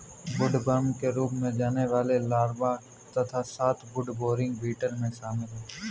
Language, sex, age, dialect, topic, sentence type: Hindi, male, 18-24, Kanauji Braj Bhasha, agriculture, statement